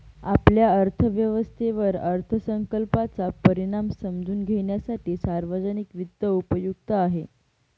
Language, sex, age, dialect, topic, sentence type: Marathi, female, 18-24, Northern Konkan, banking, statement